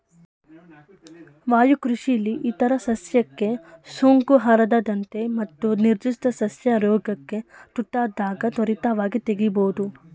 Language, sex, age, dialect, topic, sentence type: Kannada, female, 25-30, Mysore Kannada, agriculture, statement